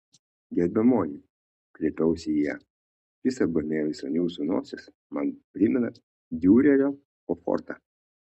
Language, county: Lithuanian, Kaunas